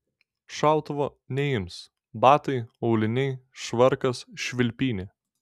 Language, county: Lithuanian, Šiauliai